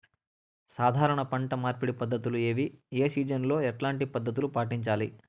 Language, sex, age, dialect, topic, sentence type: Telugu, male, 18-24, Southern, agriculture, question